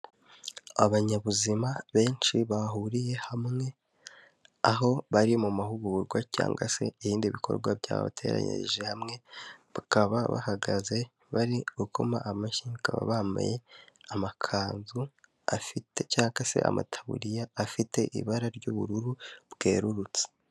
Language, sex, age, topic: Kinyarwanda, male, 18-24, health